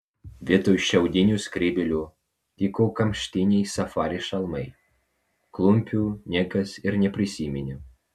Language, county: Lithuanian, Vilnius